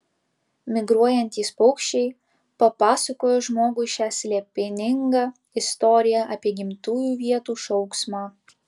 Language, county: Lithuanian, Vilnius